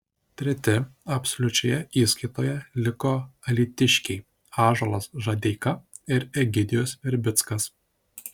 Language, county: Lithuanian, Šiauliai